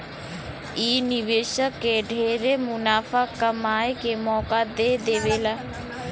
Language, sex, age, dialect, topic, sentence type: Bhojpuri, female, 18-24, Southern / Standard, banking, statement